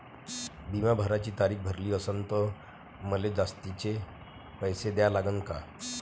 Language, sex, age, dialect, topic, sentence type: Marathi, male, 36-40, Varhadi, banking, question